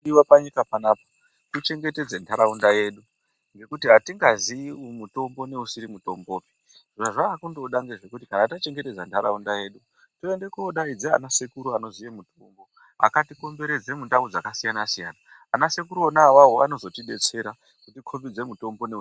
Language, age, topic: Ndau, 36-49, health